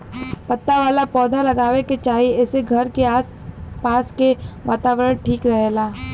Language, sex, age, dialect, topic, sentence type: Bhojpuri, female, 18-24, Western, agriculture, statement